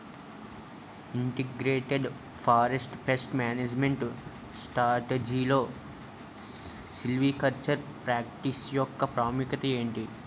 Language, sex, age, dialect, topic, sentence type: Telugu, male, 18-24, Utterandhra, agriculture, question